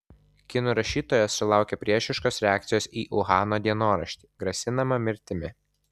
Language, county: Lithuanian, Vilnius